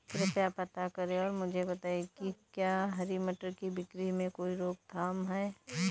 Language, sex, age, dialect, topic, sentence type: Hindi, female, 18-24, Awadhi Bundeli, agriculture, question